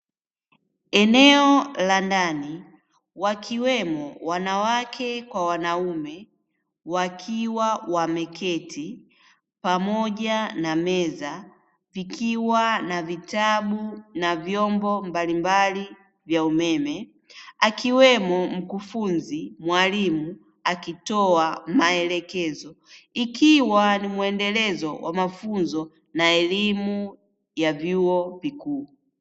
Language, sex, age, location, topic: Swahili, female, 25-35, Dar es Salaam, education